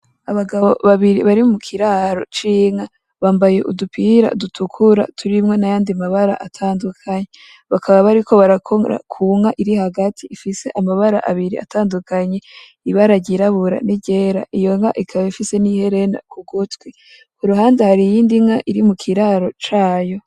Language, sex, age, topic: Rundi, female, 18-24, agriculture